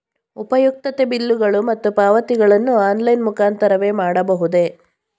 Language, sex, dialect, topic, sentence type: Kannada, female, Mysore Kannada, banking, question